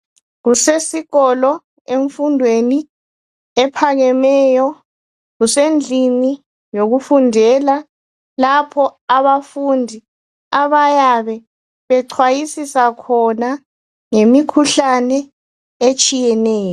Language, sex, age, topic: North Ndebele, female, 36-49, education